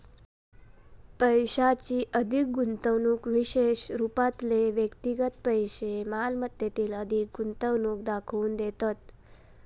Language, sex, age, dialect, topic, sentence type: Marathi, female, 18-24, Southern Konkan, banking, statement